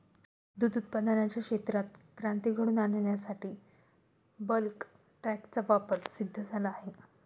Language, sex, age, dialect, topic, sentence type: Marathi, female, 31-35, Standard Marathi, agriculture, statement